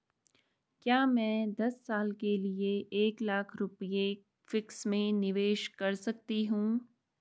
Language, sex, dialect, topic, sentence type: Hindi, female, Garhwali, banking, question